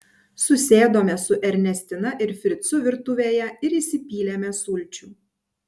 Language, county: Lithuanian, Panevėžys